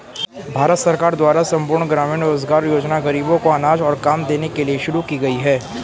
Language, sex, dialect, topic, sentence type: Hindi, male, Hindustani Malvi Khadi Boli, banking, statement